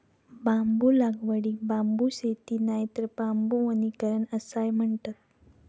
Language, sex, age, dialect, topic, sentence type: Marathi, female, 46-50, Southern Konkan, agriculture, statement